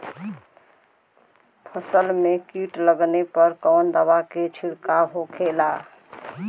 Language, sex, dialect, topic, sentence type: Bhojpuri, female, Western, agriculture, question